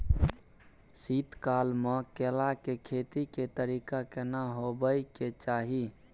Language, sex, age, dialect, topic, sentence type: Maithili, male, 18-24, Bajjika, agriculture, question